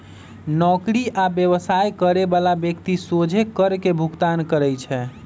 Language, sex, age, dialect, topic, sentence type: Magahi, male, 25-30, Western, banking, statement